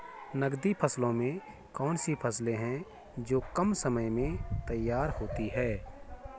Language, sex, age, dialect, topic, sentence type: Hindi, male, 41-45, Garhwali, agriculture, question